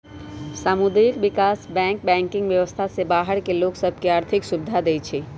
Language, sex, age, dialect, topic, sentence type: Magahi, male, 18-24, Western, banking, statement